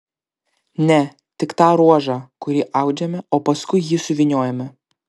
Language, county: Lithuanian, Klaipėda